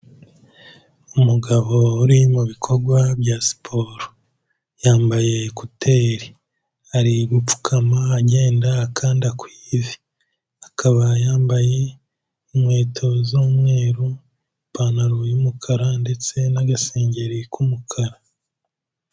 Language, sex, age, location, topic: Kinyarwanda, male, 18-24, Kigali, health